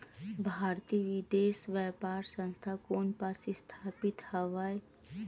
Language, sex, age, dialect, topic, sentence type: Chhattisgarhi, female, 25-30, Western/Budati/Khatahi, agriculture, question